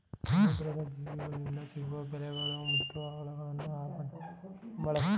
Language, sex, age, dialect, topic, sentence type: Kannada, male, 25-30, Mysore Kannada, agriculture, statement